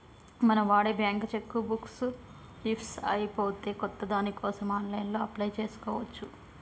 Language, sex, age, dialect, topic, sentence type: Telugu, female, 25-30, Telangana, banking, statement